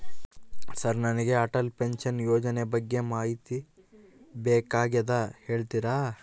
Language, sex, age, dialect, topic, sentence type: Kannada, male, 18-24, Central, banking, question